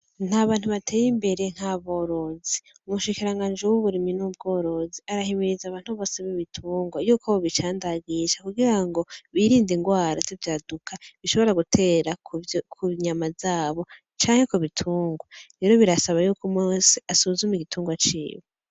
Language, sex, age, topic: Rundi, female, 18-24, agriculture